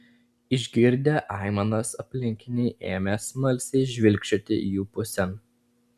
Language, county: Lithuanian, Klaipėda